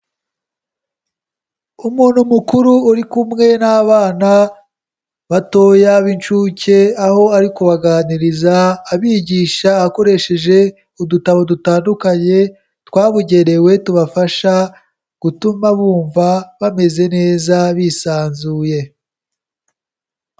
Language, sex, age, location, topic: Kinyarwanda, male, 18-24, Kigali, education